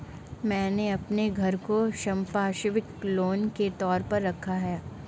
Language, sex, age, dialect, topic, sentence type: Hindi, male, 25-30, Marwari Dhudhari, banking, statement